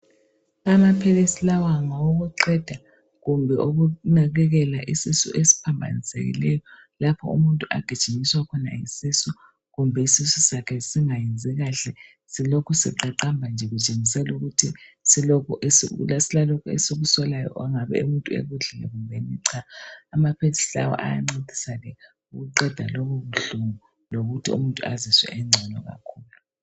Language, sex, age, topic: North Ndebele, female, 25-35, health